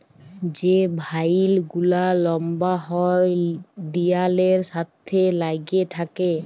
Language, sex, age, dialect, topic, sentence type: Bengali, female, 41-45, Jharkhandi, agriculture, statement